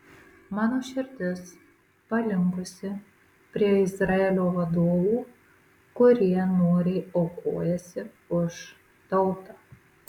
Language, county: Lithuanian, Marijampolė